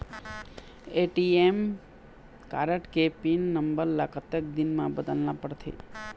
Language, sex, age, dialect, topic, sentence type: Chhattisgarhi, male, 25-30, Eastern, banking, question